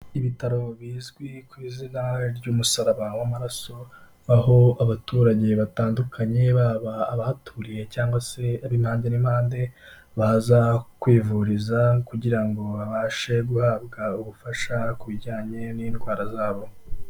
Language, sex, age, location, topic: Kinyarwanda, male, 18-24, Kigali, health